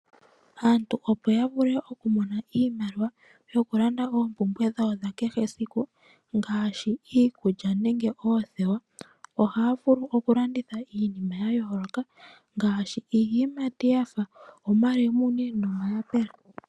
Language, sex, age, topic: Oshiwambo, female, 25-35, finance